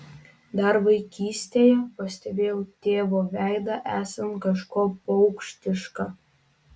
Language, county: Lithuanian, Vilnius